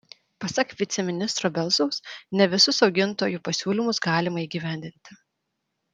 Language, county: Lithuanian, Vilnius